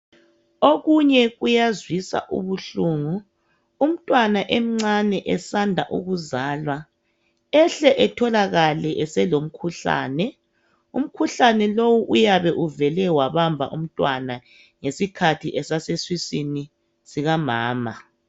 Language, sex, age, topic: North Ndebele, female, 50+, health